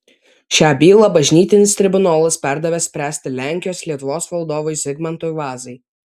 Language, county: Lithuanian, Vilnius